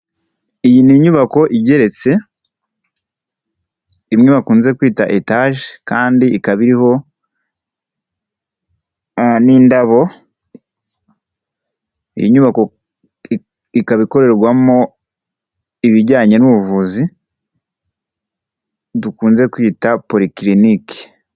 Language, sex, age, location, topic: Kinyarwanda, male, 18-24, Kigali, health